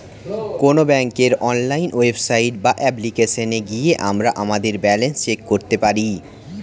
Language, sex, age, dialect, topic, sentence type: Bengali, male, 18-24, Standard Colloquial, banking, statement